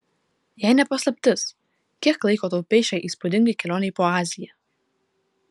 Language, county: Lithuanian, Vilnius